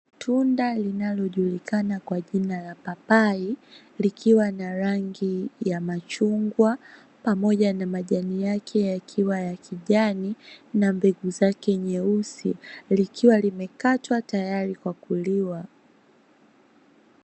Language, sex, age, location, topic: Swahili, female, 18-24, Dar es Salaam, health